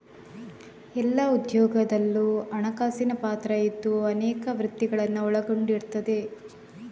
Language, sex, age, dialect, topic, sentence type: Kannada, female, 31-35, Coastal/Dakshin, banking, statement